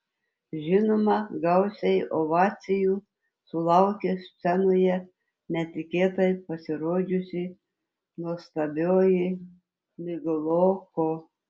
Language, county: Lithuanian, Telšiai